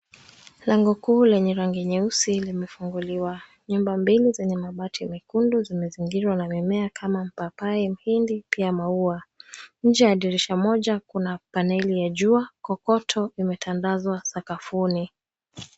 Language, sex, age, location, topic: Swahili, female, 25-35, Nairobi, finance